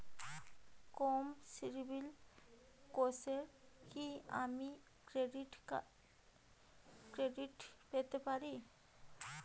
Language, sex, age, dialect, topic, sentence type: Bengali, female, 25-30, Rajbangshi, banking, question